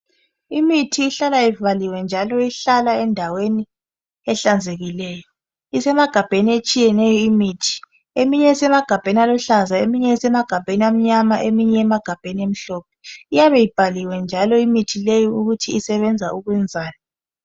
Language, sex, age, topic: North Ndebele, male, 25-35, health